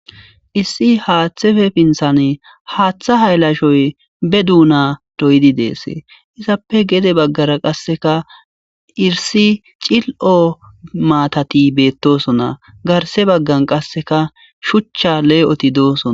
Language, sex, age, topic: Gamo, male, 18-24, agriculture